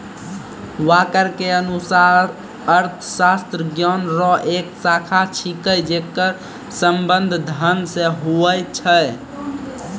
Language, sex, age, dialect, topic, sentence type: Maithili, male, 18-24, Angika, banking, statement